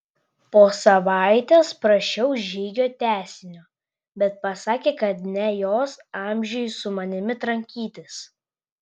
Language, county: Lithuanian, Klaipėda